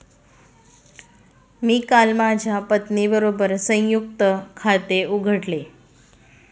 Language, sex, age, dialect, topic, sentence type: Marathi, female, 36-40, Standard Marathi, banking, statement